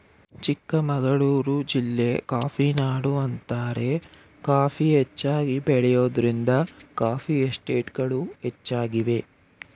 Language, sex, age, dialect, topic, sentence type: Kannada, male, 18-24, Mysore Kannada, agriculture, statement